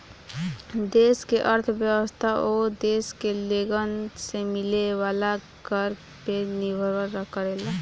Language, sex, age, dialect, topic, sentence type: Bhojpuri, female, <18, Southern / Standard, banking, statement